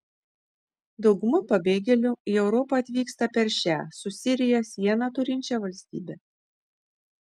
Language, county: Lithuanian, Šiauliai